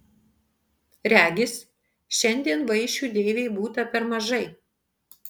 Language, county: Lithuanian, Panevėžys